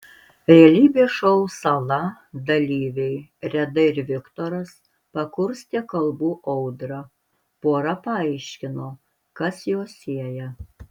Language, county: Lithuanian, Alytus